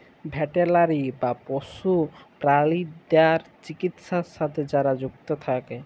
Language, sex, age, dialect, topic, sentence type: Bengali, male, 18-24, Jharkhandi, agriculture, statement